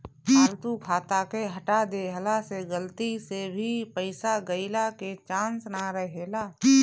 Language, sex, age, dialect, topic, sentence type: Bhojpuri, female, 25-30, Northern, banking, statement